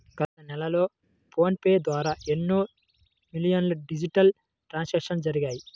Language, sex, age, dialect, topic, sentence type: Telugu, male, 56-60, Central/Coastal, banking, statement